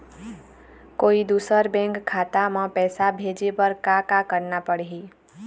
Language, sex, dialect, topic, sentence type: Chhattisgarhi, female, Eastern, banking, question